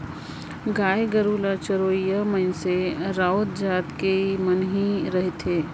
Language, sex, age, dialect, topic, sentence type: Chhattisgarhi, female, 56-60, Northern/Bhandar, banking, statement